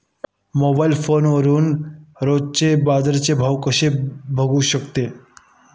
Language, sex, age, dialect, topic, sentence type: Marathi, male, 18-24, Standard Marathi, agriculture, question